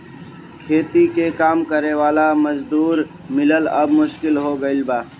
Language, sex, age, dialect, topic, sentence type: Bhojpuri, male, 18-24, Northern, agriculture, statement